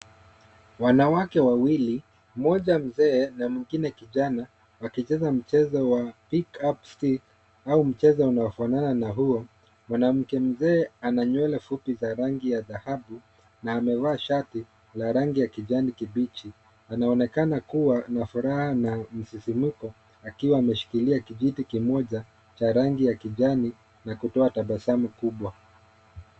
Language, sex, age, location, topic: Swahili, male, 25-35, Nairobi, education